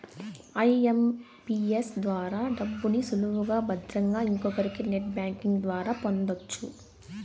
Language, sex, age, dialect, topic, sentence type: Telugu, female, 18-24, Southern, banking, statement